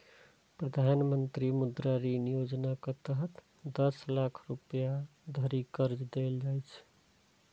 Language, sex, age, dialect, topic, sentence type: Maithili, male, 36-40, Eastern / Thethi, banking, statement